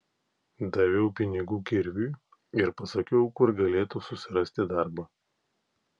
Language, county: Lithuanian, Klaipėda